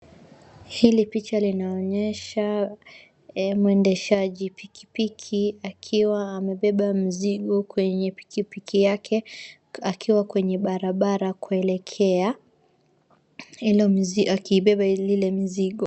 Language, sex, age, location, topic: Swahili, female, 25-35, Wajir, agriculture